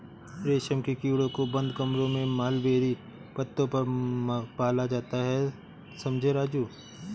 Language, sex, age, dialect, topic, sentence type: Hindi, male, 31-35, Awadhi Bundeli, agriculture, statement